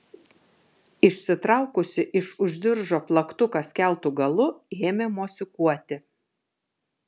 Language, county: Lithuanian, Kaunas